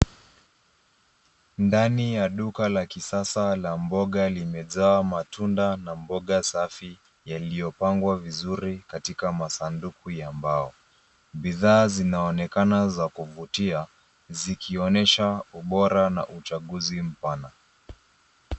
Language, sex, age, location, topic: Swahili, male, 25-35, Nairobi, finance